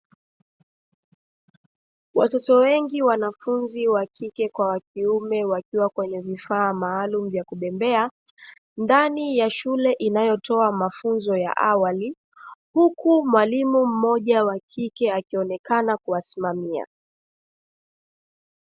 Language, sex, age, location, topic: Swahili, female, 25-35, Dar es Salaam, education